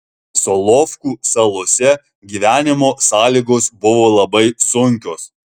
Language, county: Lithuanian, Alytus